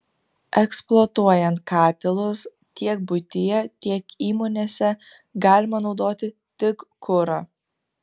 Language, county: Lithuanian, Kaunas